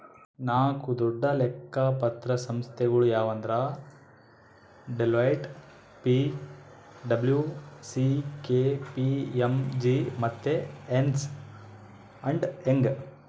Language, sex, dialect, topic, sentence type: Kannada, male, Central, banking, statement